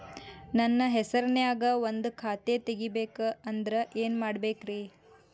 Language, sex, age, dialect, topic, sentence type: Kannada, female, 18-24, Dharwad Kannada, banking, question